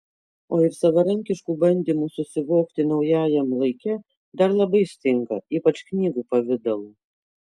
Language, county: Lithuanian, Kaunas